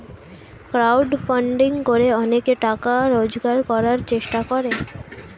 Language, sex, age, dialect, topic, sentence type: Bengali, female, <18, Standard Colloquial, banking, statement